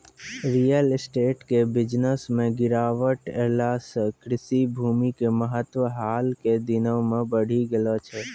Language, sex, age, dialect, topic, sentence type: Maithili, male, 18-24, Angika, agriculture, statement